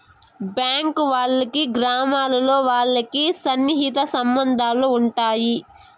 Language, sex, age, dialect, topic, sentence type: Telugu, female, 18-24, Southern, banking, statement